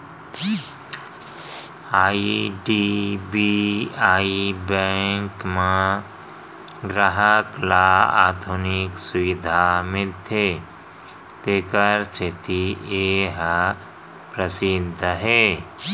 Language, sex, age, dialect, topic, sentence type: Chhattisgarhi, male, 41-45, Central, banking, statement